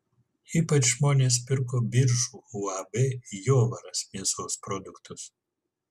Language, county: Lithuanian, Kaunas